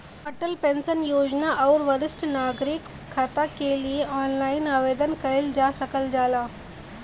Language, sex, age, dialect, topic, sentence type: Bhojpuri, female, 18-24, Western, banking, statement